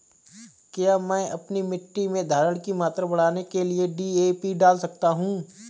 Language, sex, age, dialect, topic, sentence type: Hindi, male, 25-30, Awadhi Bundeli, agriculture, question